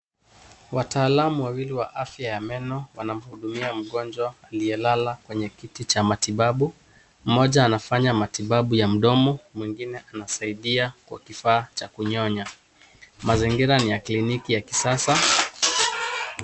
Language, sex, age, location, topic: Swahili, male, 36-49, Kisumu, health